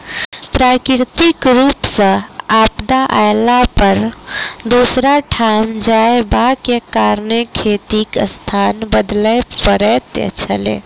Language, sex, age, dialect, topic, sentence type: Maithili, female, 18-24, Southern/Standard, agriculture, statement